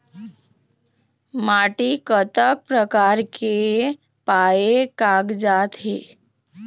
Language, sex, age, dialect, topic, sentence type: Chhattisgarhi, female, 25-30, Eastern, agriculture, question